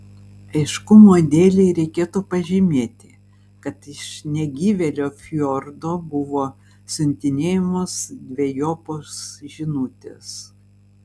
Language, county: Lithuanian, Vilnius